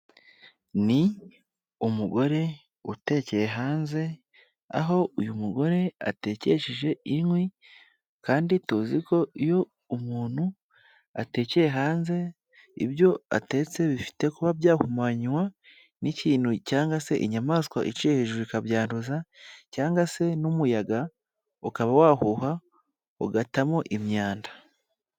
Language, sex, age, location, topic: Kinyarwanda, male, 18-24, Kigali, health